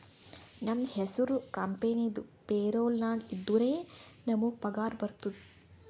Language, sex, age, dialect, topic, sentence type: Kannada, female, 46-50, Northeastern, banking, statement